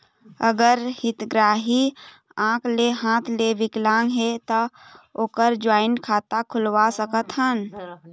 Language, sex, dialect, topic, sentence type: Chhattisgarhi, female, Eastern, banking, question